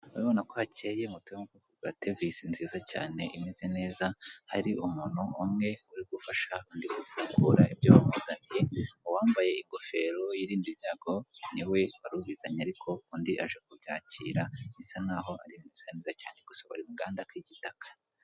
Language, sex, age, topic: Kinyarwanda, female, 25-35, finance